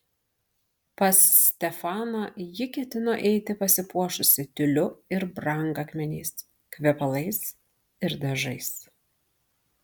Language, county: Lithuanian, Marijampolė